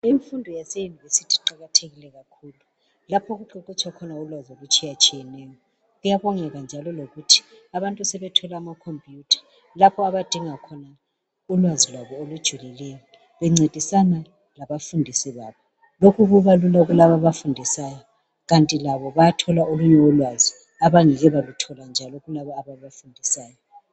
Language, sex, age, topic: North Ndebele, male, 36-49, education